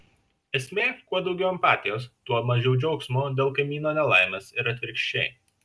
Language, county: Lithuanian, Šiauliai